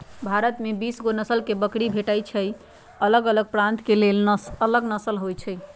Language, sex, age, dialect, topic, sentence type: Magahi, female, 31-35, Western, agriculture, statement